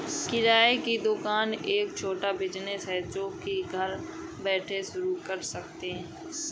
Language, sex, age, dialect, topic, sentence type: Hindi, male, 25-30, Awadhi Bundeli, banking, statement